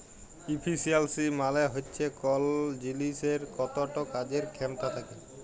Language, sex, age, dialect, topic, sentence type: Bengali, male, 18-24, Jharkhandi, agriculture, statement